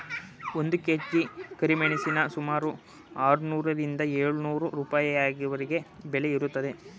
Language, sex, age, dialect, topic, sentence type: Kannada, male, 18-24, Mysore Kannada, agriculture, statement